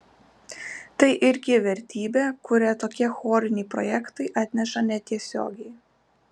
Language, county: Lithuanian, Vilnius